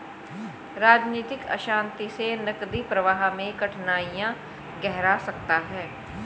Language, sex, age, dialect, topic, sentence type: Hindi, female, 41-45, Hindustani Malvi Khadi Boli, banking, statement